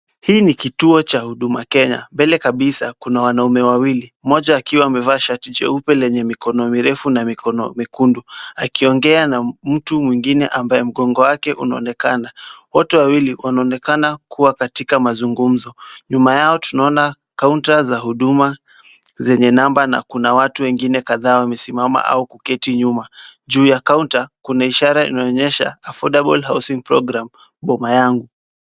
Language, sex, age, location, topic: Swahili, male, 18-24, Kisumu, government